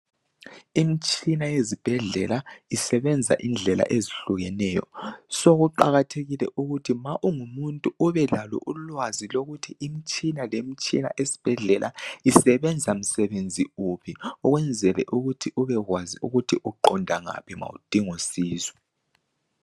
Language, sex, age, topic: North Ndebele, male, 18-24, health